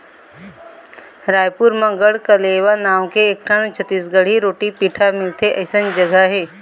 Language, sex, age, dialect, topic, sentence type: Chhattisgarhi, female, 25-30, Eastern, banking, statement